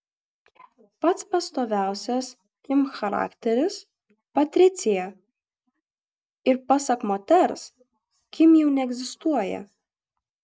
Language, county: Lithuanian, Kaunas